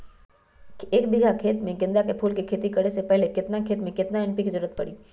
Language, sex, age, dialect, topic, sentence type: Magahi, female, 18-24, Western, agriculture, question